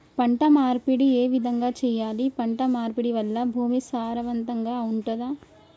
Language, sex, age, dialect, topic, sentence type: Telugu, female, 18-24, Telangana, agriculture, question